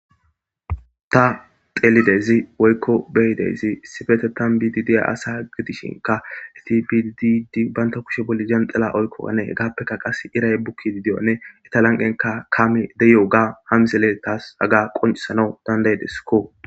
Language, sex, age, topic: Gamo, female, 18-24, government